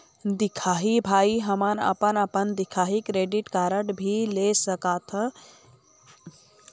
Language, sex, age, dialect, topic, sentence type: Chhattisgarhi, female, 25-30, Eastern, banking, question